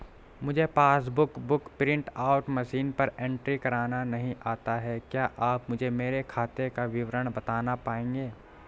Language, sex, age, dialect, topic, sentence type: Hindi, male, 18-24, Garhwali, banking, question